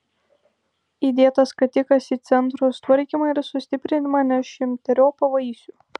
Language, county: Lithuanian, Vilnius